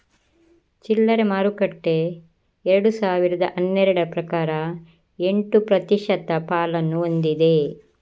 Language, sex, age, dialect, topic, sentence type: Kannada, female, 25-30, Coastal/Dakshin, agriculture, statement